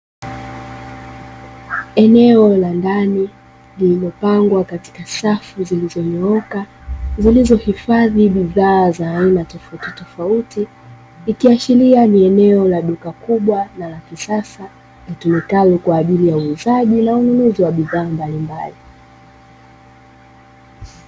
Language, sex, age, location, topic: Swahili, female, 25-35, Dar es Salaam, finance